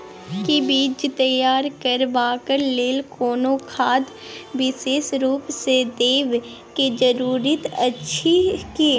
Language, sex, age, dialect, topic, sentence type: Maithili, female, 41-45, Bajjika, agriculture, question